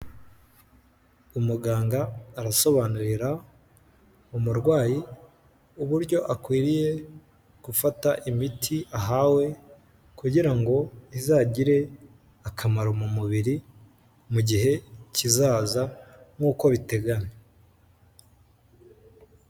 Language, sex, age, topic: Kinyarwanda, male, 18-24, health